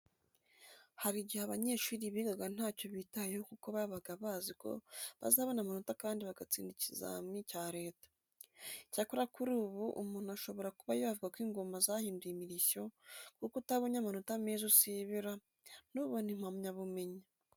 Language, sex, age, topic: Kinyarwanda, female, 18-24, education